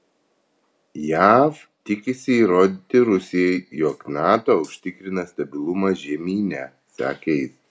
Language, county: Lithuanian, Vilnius